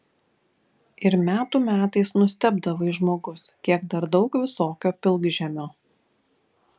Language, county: Lithuanian, Kaunas